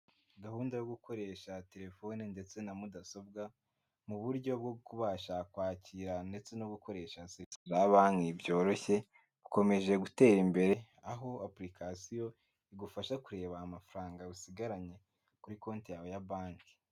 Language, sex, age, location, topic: Kinyarwanda, male, 18-24, Kigali, finance